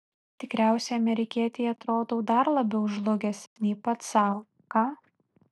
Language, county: Lithuanian, Vilnius